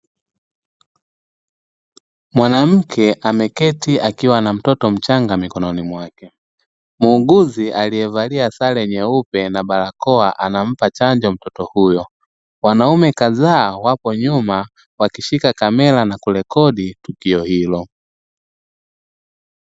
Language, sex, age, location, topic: Swahili, male, 25-35, Dar es Salaam, health